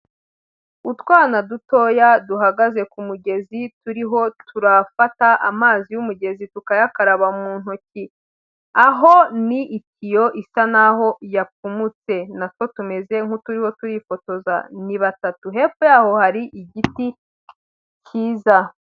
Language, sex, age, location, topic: Kinyarwanda, female, 18-24, Huye, health